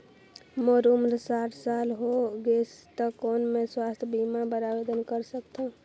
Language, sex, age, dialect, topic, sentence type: Chhattisgarhi, female, 41-45, Northern/Bhandar, banking, question